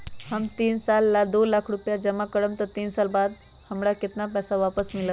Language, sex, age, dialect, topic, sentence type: Magahi, female, 25-30, Western, banking, question